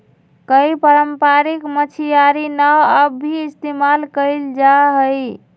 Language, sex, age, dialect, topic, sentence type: Magahi, female, 25-30, Western, agriculture, statement